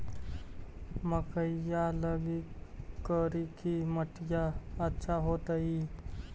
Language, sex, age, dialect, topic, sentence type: Magahi, male, 18-24, Central/Standard, agriculture, question